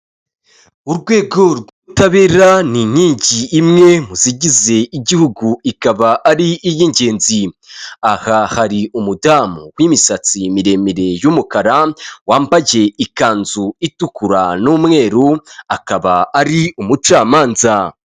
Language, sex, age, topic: Kinyarwanda, male, 25-35, government